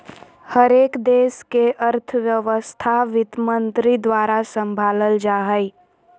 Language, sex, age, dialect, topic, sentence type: Magahi, female, 18-24, Southern, banking, statement